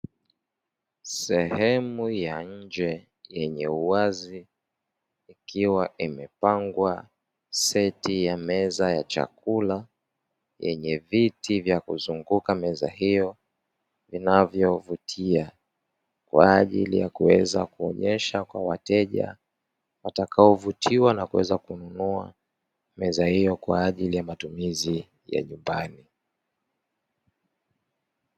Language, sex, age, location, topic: Swahili, male, 18-24, Dar es Salaam, finance